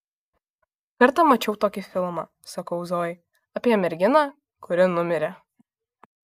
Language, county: Lithuanian, Kaunas